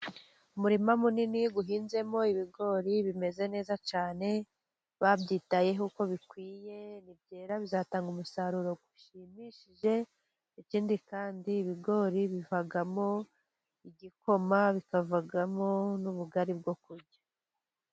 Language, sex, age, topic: Kinyarwanda, female, 25-35, agriculture